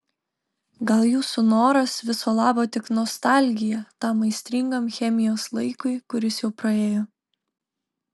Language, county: Lithuanian, Telšiai